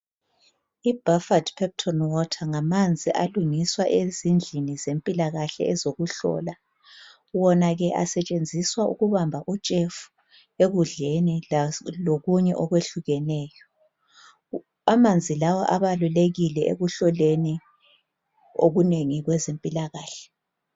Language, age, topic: North Ndebele, 36-49, health